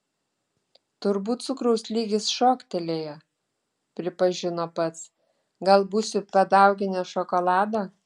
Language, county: Lithuanian, Klaipėda